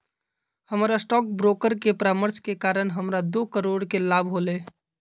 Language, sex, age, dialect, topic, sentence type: Magahi, male, 25-30, Western, banking, statement